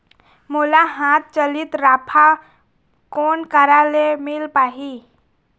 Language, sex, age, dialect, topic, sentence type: Chhattisgarhi, female, 25-30, Eastern, agriculture, question